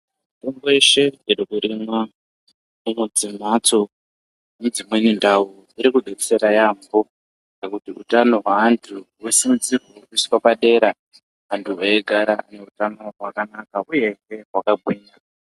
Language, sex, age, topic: Ndau, male, 50+, health